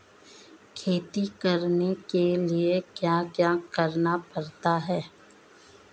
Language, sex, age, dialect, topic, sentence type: Hindi, female, 25-30, Marwari Dhudhari, agriculture, question